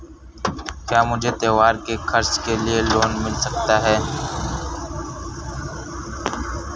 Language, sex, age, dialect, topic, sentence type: Hindi, female, 18-24, Awadhi Bundeli, banking, question